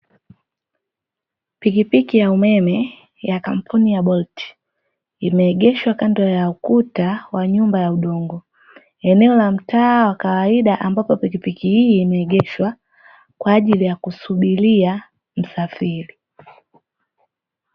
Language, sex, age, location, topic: Swahili, female, 18-24, Dar es Salaam, government